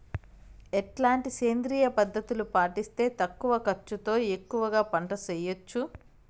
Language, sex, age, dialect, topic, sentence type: Telugu, female, 25-30, Southern, agriculture, question